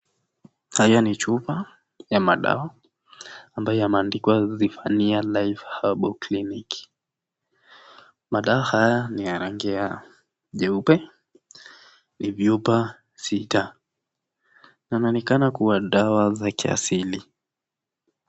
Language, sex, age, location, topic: Swahili, male, 18-24, Nakuru, health